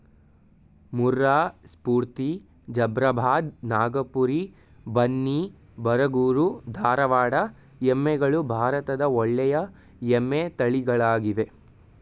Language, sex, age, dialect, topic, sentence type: Kannada, male, 18-24, Mysore Kannada, agriculture, statement